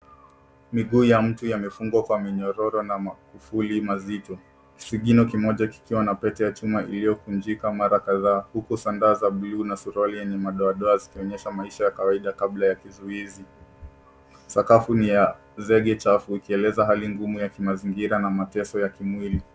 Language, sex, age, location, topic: Swahili, male, 18-24, Nairobi, health